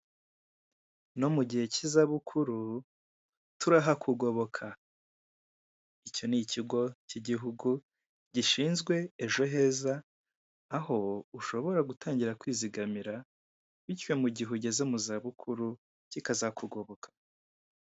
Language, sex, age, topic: Kinyarwanda, male, 25-35, finance